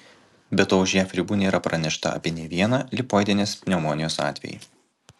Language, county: Lithuanian, Kaunas